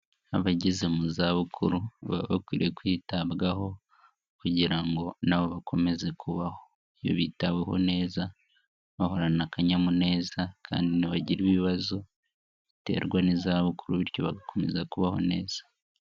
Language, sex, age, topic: Kinyarwanda, male, 18-24, health